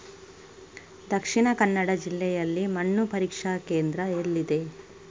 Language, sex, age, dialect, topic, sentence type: Kannada, female, 31-35, Coastal/Dakshin, agriculture, question